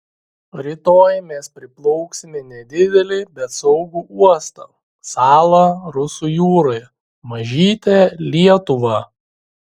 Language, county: Lithuanian, Šiauliai